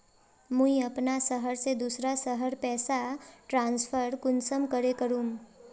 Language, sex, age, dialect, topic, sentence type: Magahi, male, 18-24, Northeastern/Surjapuri, banking, question